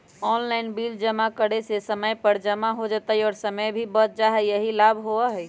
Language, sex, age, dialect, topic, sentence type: Magahi, female, 25-30, Western, banking, question